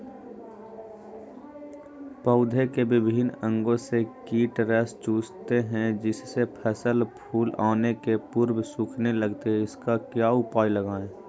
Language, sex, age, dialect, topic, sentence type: Magahi, male, 18-24, Western, agriculture, question